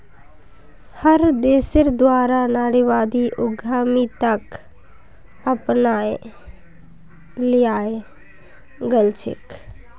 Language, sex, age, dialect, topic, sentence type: Magahi, female, 18-24, Northeastern/Surjapuri, banking, statement